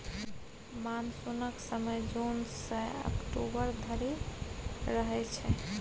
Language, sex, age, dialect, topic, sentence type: Maithili, female, 51-55, Bajjika, agriculture, statement